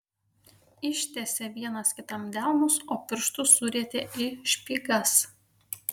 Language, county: Lithuanian, Panevėžys